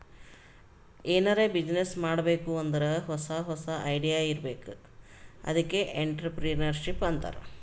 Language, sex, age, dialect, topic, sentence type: Kannada, female, 36-40, Northeastern, banking, statement